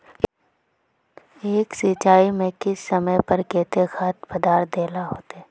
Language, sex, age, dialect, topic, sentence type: Magahi, female, 36-40, Northeastern/Surjapuri, agriculture, question